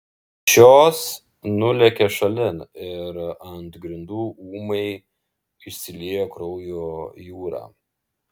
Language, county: Lithuanian, Šiauliai